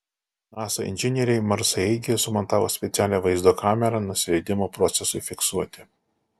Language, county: Lithuanian, Alytus